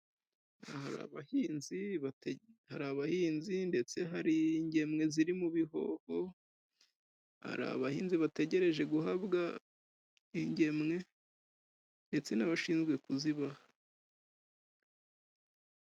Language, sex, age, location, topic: Kinyarwanda, male, 25-35, Musanze, agriculture